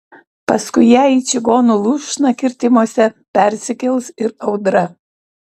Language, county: Lithuanian, Kaunas